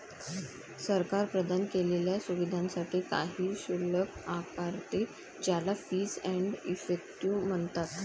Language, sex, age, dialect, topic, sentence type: Marathi, female, 25-30, Varhadi, banking, statement